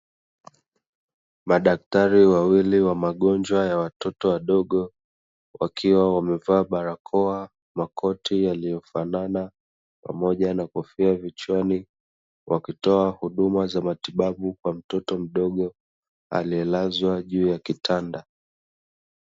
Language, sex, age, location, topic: Swahili, male, 25-35, Dar es Salaam, health